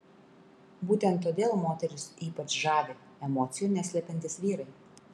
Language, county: Lithuanian, Kaunas